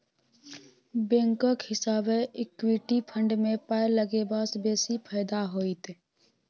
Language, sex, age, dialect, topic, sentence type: Maithili, female, 18-24, Bajjika, banking, statement